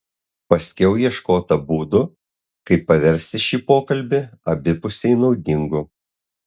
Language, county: Lithuanian, Utena